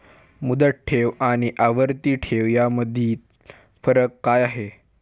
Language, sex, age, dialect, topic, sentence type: Marathi, male, <18, Standard Marathi, banking, question